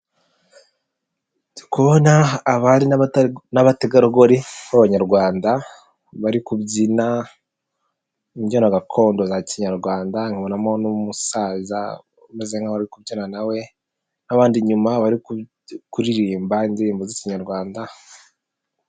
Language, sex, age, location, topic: Kinyarwanda, male, 18-24, Nyagatare, government